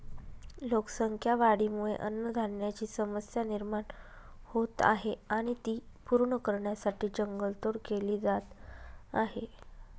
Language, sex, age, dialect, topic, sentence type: Marathi, female, 18-24, Northern Konkan, agriculture, statement